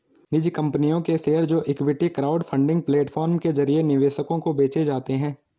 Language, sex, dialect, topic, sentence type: Hindi, male, Garhwali, banking, statement